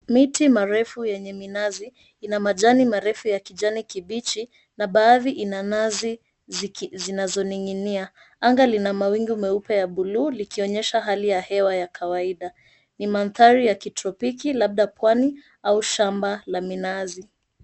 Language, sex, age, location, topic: Swahili, female, 25-35, Mombasa, government